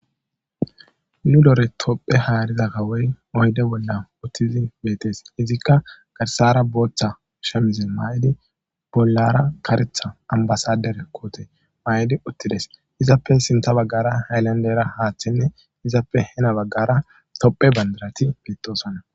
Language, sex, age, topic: Gamo, male, 25-35, government